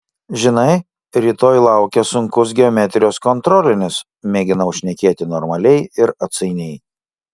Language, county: Lithuanian, Kaunas